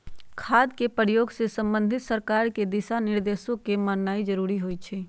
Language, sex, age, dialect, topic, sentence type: Magahi, female, 60-100, Western, agriculture, statement